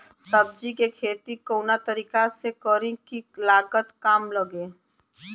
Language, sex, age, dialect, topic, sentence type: Bhojpuri, female, <18, Western, agriculture, question